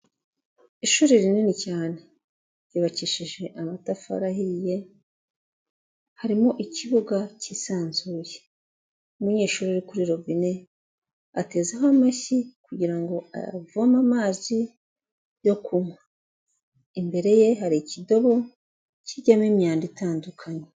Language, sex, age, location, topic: Kinyarwanda, female, 36-49, Kigali, health